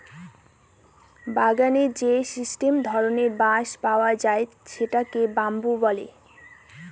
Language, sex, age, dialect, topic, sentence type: Bengali, female, 18-24, Northern/Varendri, agriculture, statement